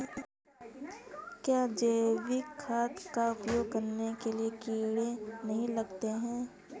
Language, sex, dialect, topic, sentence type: Hindi, female, Kanauji Braj Bhasha, agriculture, question